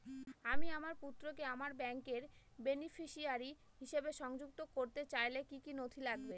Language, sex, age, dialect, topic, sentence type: Bengali, female, 25-30, Northern/Varendri, banking, question